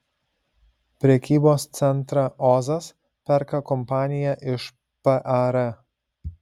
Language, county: Lithuanian, Šiauliai